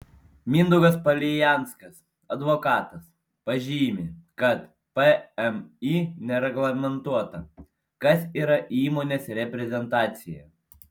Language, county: Lithuanian, Panevėžys